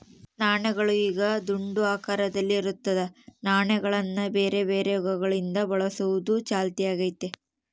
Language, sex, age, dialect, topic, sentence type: Kannada, female, 18-24, Central, banking, statement